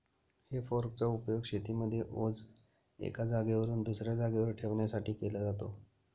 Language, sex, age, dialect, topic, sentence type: Marathi, male, 25-30, Northern Konkan, agriculture, statement